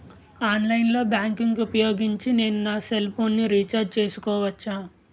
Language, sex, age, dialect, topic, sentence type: Telugu, male, 25-30, Utterandhra, banking, question